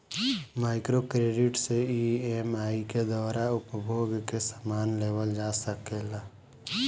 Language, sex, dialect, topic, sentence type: Bhojpuri, male, Southern / Standard, banking, statement